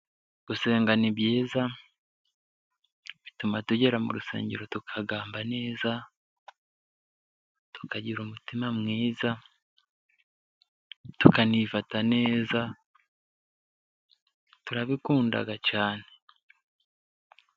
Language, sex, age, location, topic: Kinyarwanda, male, 25-35, Musanze, government